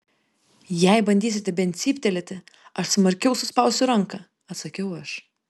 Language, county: Lithuanian, Vilnius